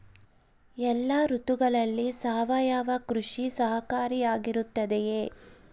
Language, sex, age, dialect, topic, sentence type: Kannada, female, 25-30, Central, banking, question